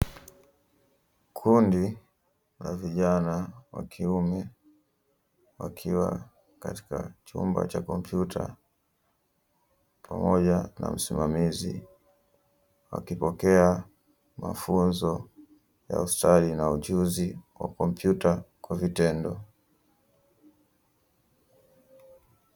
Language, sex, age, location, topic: Swahili, male, 18-24, Dar es Salaam, education